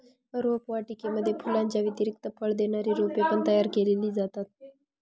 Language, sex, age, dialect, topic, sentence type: Marathi, male, 18-24, Northern Konkan, agriculture, statement